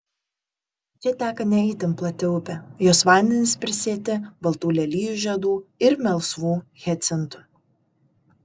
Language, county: Lithuanian, Kaunas